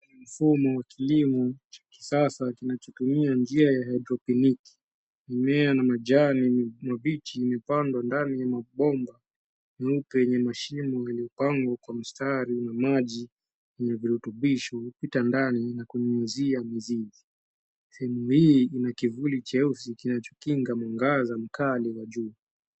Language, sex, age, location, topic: Swahili, male, 25-35, Nairobi, agriculture